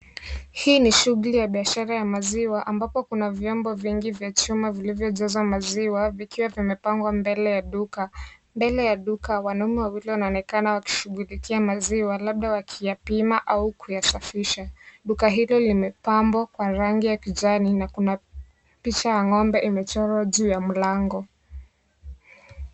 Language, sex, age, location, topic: Swahili, female, 18-24, Kisii, agriculture